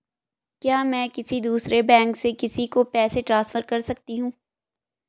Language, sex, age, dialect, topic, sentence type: Hindi, female, 18-24, Hindustani Malvi Khadi Boli, banking, statement